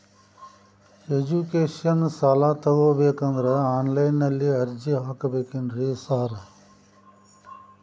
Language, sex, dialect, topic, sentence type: Kannada, male, Dharwad Kannada, banking, question